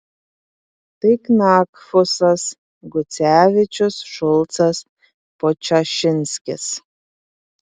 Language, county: Lithuanian, Panevėžys